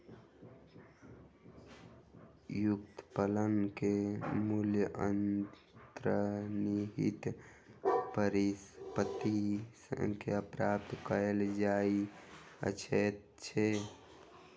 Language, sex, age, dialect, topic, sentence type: Maithili, female, 31-35, Southern/Standard, banking, statement